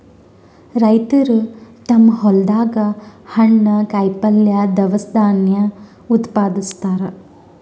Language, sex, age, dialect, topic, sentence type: Kannada, female, 18-24, Northeastern, agriculture, statement